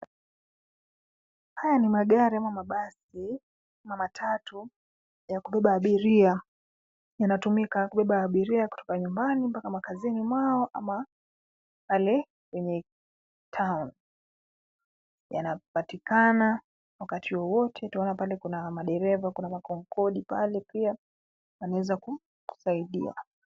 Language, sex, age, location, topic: Swahili, female, 25-35, Nairobi, government